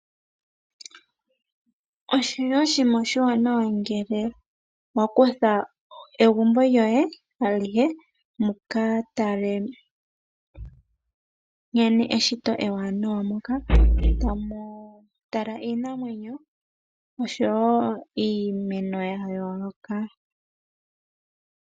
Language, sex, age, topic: Oshiwambo, female, 18-24, agriculture